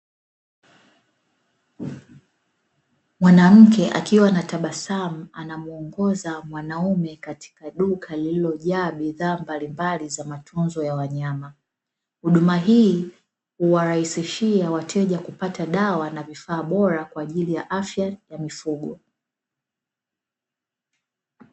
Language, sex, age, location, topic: Swahili, female, 18-24, Dar es Salaam, agriculture